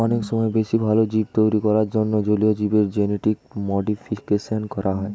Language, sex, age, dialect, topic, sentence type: Bengali, male, 18-24, Standard Colloquial, agriculture, statement